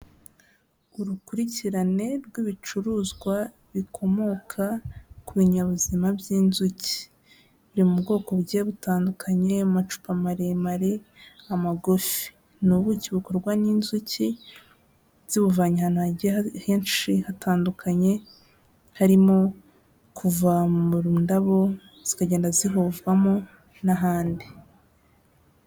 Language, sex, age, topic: Kinyarwanda, female, 18-24, health